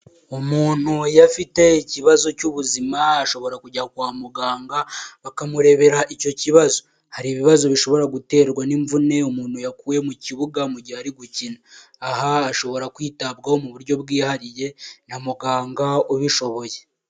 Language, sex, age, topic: Kinyarwanda, male, 18-24, health